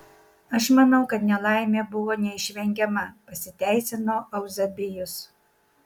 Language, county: Lithuanian, Šiauliai